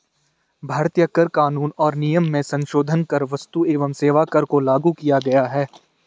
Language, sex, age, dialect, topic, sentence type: Hindi, male, 18-24, Garhwali, banking, statement